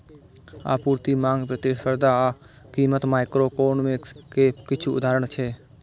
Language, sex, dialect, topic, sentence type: Maithili, male, Eastern / Thethi, banking, statement